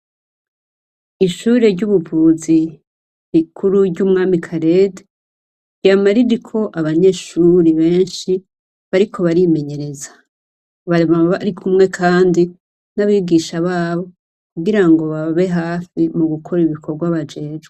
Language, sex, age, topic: Rundi, female, 25-35, education